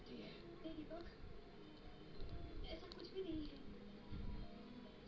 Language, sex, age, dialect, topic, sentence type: Bhojpuri, female, 18-24, Western, banking, statement